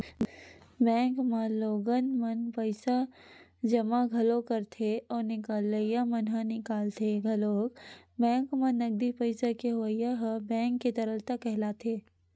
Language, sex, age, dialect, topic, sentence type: Chhattisgarhi, female, 18-24, Western/Budati/Khatahi, banking, statement